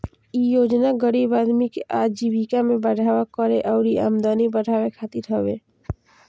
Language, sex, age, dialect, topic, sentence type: Bhojpuri, male, 18-24, Northern, banking, statement